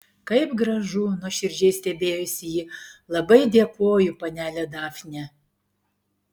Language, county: Lithuanian, Klaipėda